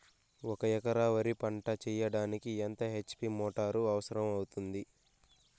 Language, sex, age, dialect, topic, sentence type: Telugu, male, 41-45, Southern, agriculture, question